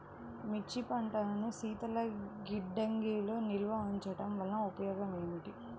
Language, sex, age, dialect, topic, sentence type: Telugu, female, 25-30, Central/Coastal, agriculture, question